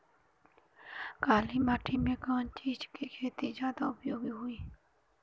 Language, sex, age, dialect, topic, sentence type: Bhojpuri, female, 18-24, Western, agriculture, question